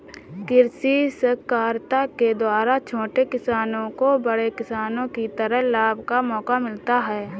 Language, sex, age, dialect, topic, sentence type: Hindi, female, 18-24, Awadhi Bundeli, agriculture, statement